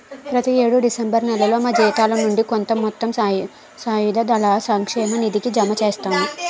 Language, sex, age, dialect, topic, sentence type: Telugu, female, 18-24, Utterandhra, banking, statement